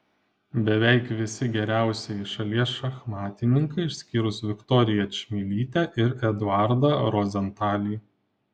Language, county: Lithuanian, Panevėžys